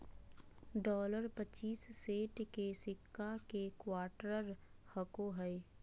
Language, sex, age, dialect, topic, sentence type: Magahi, female, 25-30, Southern, banking, statement